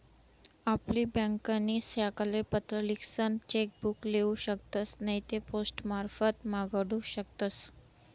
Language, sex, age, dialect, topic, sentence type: Marathi, female, 25-30, Northern Konkan, banking, statement